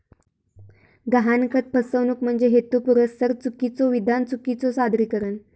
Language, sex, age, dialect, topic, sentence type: Marathi, female, 18-24, Southern Konkan, banking, statement